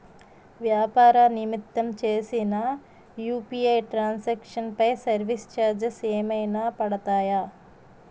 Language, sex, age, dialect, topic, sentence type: Telugu, female, 31-35, Utterandhra, banking, question